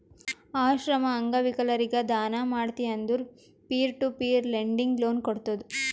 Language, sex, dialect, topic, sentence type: Kannada, female, Northeastern, banking, statement